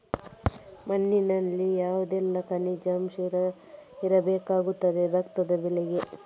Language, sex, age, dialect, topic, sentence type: Kannada, female, 36-40, Coastal/Dakshin, agriculture, question